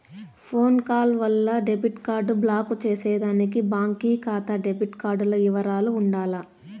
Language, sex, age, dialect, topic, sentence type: Telugu, female, 18-24, Southern, banking, statement